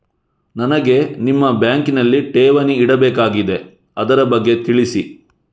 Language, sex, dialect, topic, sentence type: Kannada, male, Coastal/Dakshin, banking, question